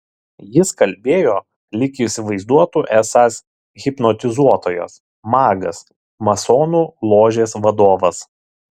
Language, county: Lithuanian, Šiauliai